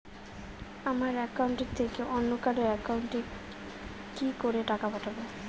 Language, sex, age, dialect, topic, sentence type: Bengali, female, 25-30, Rajbangshi, banking, question